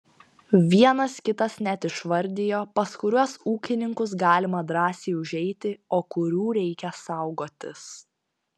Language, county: Lithuanian, Panevėžys